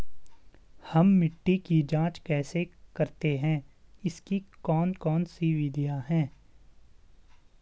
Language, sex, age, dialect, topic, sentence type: Hindi, male, 18-24, Garhwali, agriculture, question